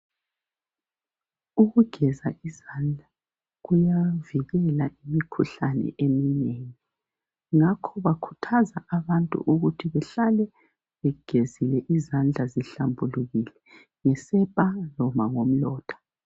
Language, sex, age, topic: North Ndebele, female, 36-49, health